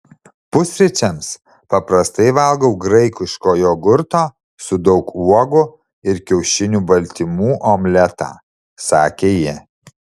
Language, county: Lithuanian, Šiauliai